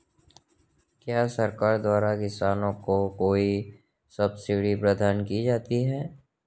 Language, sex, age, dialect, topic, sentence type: Hindi, male, 18-24, Marwari Dhudhari, agriculture, question